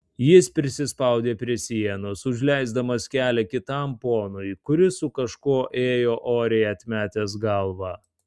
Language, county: Lithuanian, Tauragė